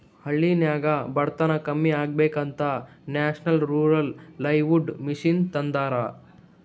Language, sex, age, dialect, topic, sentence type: Kannada, male, 18-24, Northeastern, banking, statement